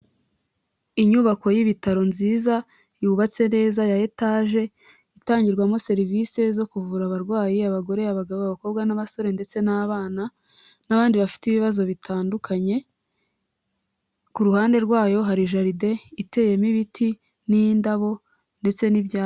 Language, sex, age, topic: Kinyarwanda, female, 25-35, health